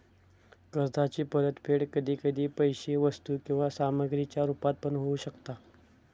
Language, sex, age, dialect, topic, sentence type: Marathi, male, 25-30, Southern Konkan, banking, statement